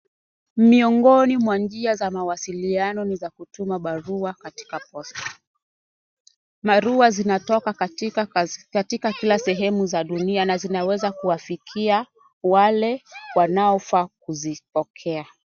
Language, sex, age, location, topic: Swahili, female, 18-24, Kisumu, government